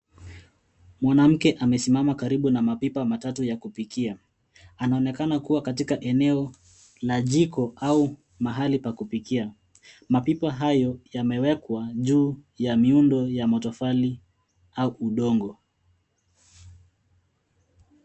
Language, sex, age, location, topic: Swahili, male, 18-24, Nairobi, government